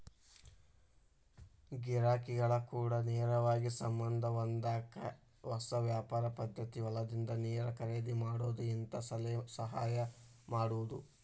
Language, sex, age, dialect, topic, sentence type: Kannada, male, 18-24, Dharwad Kannada, agriculture, statement